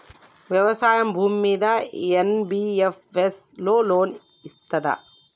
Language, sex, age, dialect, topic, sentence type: Telugu, female, 25-30, Telangana, banking, question